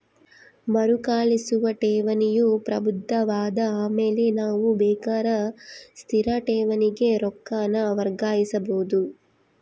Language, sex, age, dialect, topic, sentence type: Kannada, female, 25-30, Central, banking, statement